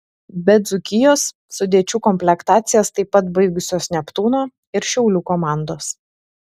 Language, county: Lithuanian, Šiauliai